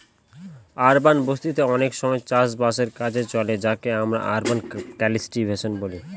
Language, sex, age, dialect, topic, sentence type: Bengali, male, 25-30, Northern/Varendri, agriculture, statement